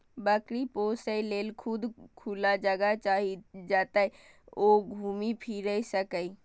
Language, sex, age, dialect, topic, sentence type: Maithili, female, 18-24, Eastern / Thethi, agriculture, statement